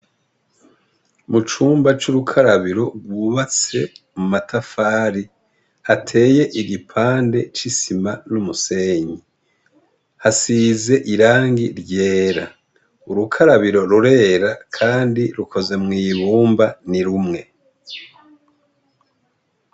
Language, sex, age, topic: Rundi, male, 50+, education